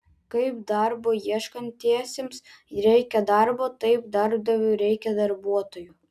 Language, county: Lithuanian, Vilnius